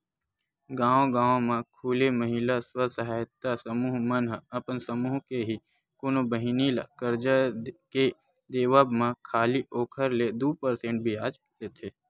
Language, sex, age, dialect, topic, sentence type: Chhattisgarhi, male, 18-24, Western/Budati/Khatahi, banking, statement